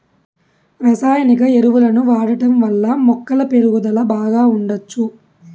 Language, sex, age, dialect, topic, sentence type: Telugu, male, 18-24, Southern, agriculture, statement